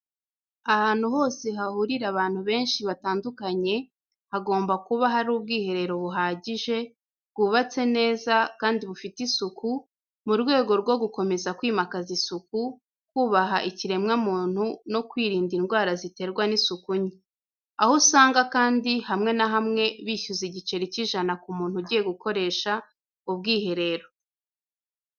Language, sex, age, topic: Kinyarwanda, female, 25-35, education